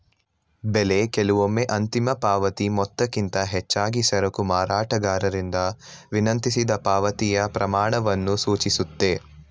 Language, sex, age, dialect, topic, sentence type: Kannada, male, 18-24, Mysore Kannada, banking, statement